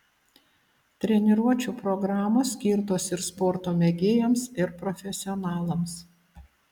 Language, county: Lithuanian, Utena